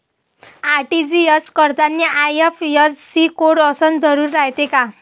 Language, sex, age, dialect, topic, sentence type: Marathi, female, 18-24, Varhadi, banking, question